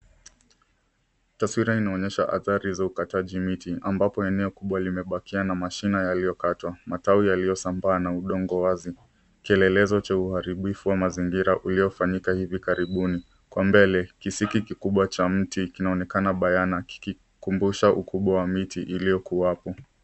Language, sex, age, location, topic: Swahili, male, 18-24, Nairobi, health